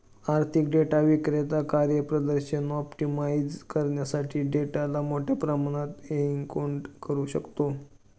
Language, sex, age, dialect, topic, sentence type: Marathi, male, 31-35, Northern Konkan, banking, statement